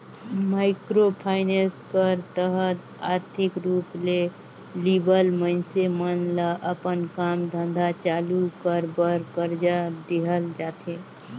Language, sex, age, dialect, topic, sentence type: Chhattisgarhi, female, 18-24, Northern/Bhandar, banking, statement